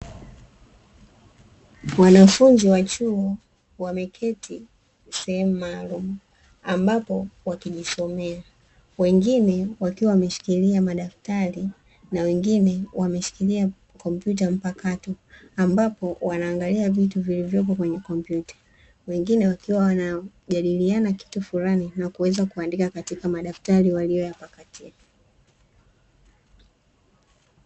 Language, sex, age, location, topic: Swahili, female, 25-35, Dar es Salaam, education